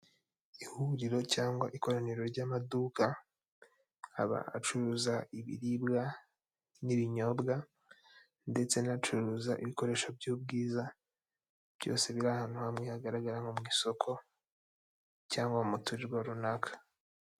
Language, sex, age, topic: Kinyarwanda, male, 18-24, finance